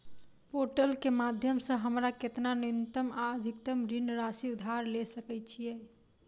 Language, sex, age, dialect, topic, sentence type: Maithili, female, 25-30, Southern/Standard, banking, question